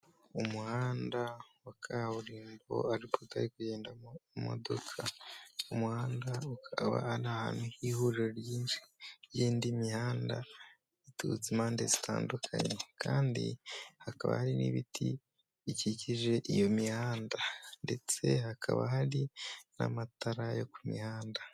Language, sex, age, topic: Kinyarwanda, male, 18-24, government